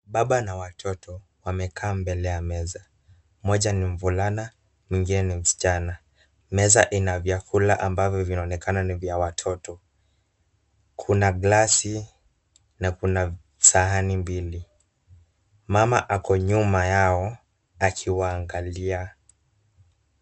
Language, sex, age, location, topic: Swahili, male, 18-24, Kisumu, finance